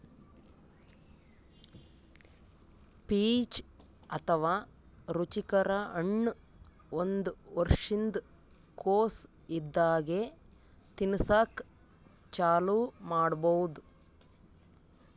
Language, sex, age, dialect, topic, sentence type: Kannada, female, 18-24, Northeastern, agriculture, statement